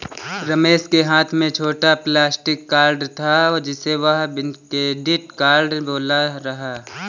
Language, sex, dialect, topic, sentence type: Hindi, male, Kanauji Braj Bhasha, banking, statement